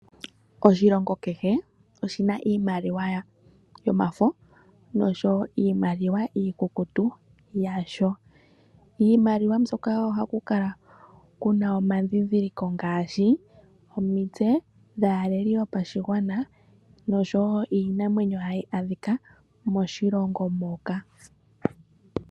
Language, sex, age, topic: Oshiwambo, female, 18-24, finance